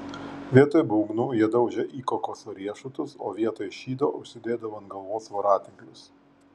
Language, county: Lithuanian, Kaunas